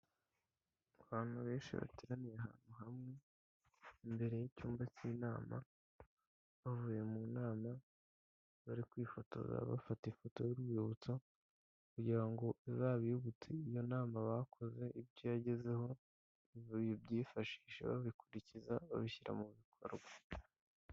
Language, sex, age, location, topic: Kinyarwanda, male, 25-35, Kigali, health